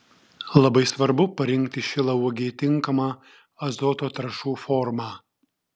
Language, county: Lithuanian, Šiauliai